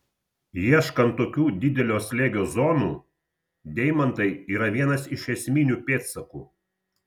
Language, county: Lithuanian, Vilnius